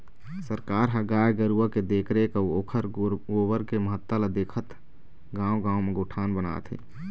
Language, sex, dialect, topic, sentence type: Chhattisgarhi, male, Eastern, agriculture, statement